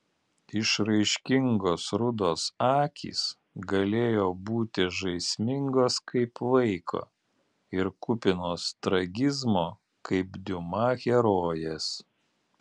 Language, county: Lithuanian, Alytus